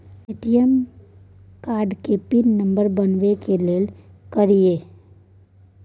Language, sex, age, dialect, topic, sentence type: Maithili, female, 18-24, Bajjika, banking, question